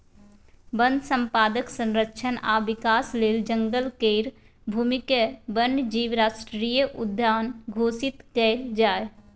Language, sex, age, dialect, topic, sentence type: Maithili, female, 18-24, Bajjika, agriculture, statement